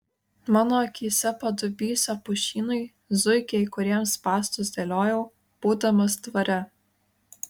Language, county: Lithuanian, Kaunas